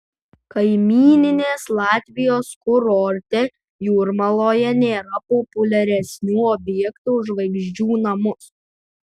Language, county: Lithuanian, Utena